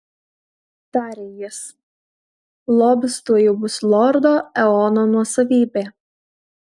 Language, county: Lithuanian, Kaunas